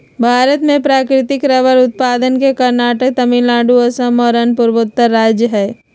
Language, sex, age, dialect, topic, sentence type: Magahi, female, 31-35, Western, banking, statement